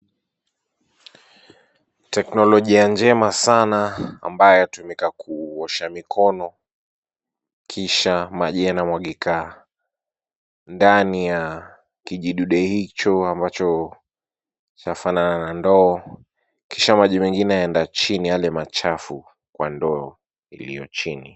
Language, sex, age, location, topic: Swahili, male, 18-24, Kisumu, health